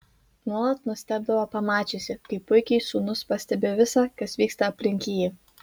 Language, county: Lithuanian, Vilnius